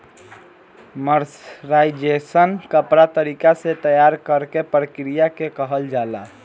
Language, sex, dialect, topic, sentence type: Bhojpuri, male, Southern / Standard, agriculture, statement